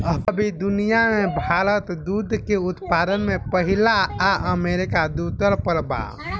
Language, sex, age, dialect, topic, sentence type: Bhojpuri, male, 18-24, Southern / Standard, agriculture, statement